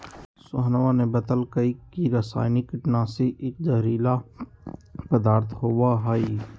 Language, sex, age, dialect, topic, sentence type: Magahi, male, 18-24, Western, agriculture, statement